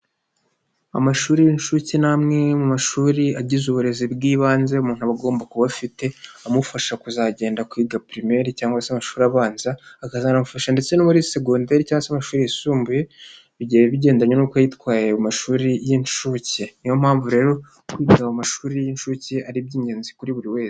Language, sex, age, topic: Kinyarwanda, male, 25-35, education